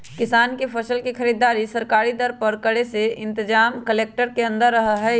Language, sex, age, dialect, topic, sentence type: Magahi, male, 31-35, Western, agriculture, statement